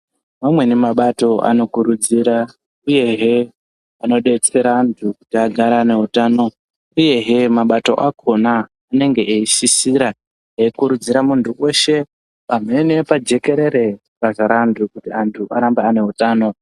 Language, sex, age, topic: Ndau, female, 18-24, health